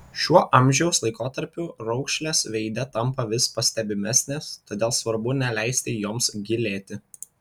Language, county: Lithuanian, Vilnius